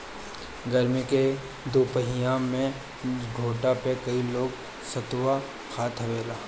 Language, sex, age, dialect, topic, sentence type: Bhojpuri, male, 25-30, Northern, agriculture, statement